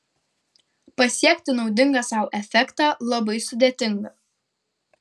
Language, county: Lithuanian, Kaunas